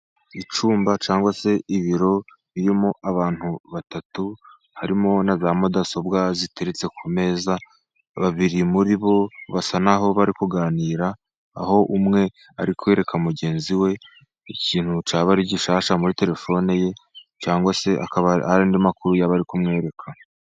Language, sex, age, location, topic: Kinyarwanda, male, 18-24, Musanze, education